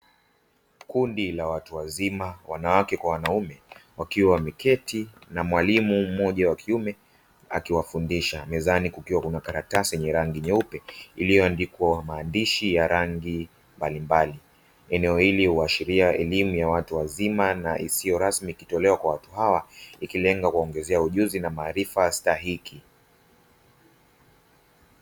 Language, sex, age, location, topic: Swahili, male, 25-35, Dar es Salaam, education